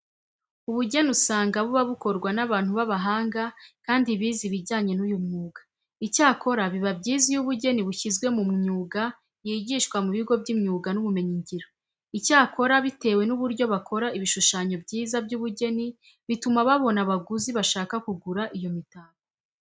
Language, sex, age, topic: Kinyarwanda, female, 25-35, education